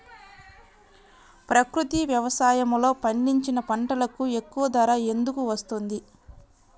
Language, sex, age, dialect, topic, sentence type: Telugu, female, 25-30, Central/Coastal, agriculture, question